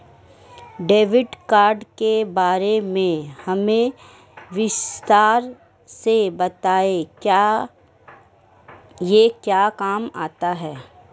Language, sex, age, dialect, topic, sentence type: Hindi, female, 31-35, Marwari Dhudhari, banking, question